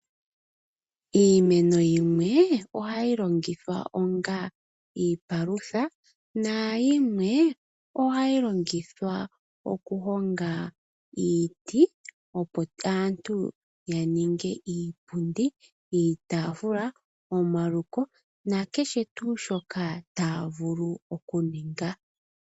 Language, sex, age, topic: Oshiwambo, female, 25-35, finance